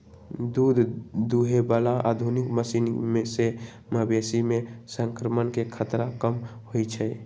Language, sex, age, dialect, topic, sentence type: Magahi, male, 18-24, Western, agriculture, statement